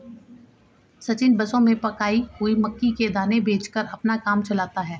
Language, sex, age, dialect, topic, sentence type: Hindi, male, 36-40, Hindustani Malvi Khadi Boli, agriculture, statement